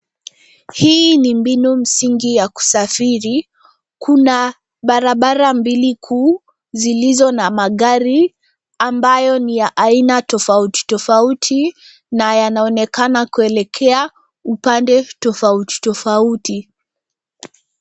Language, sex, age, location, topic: Swahili, female, 25-35, Nairobi, government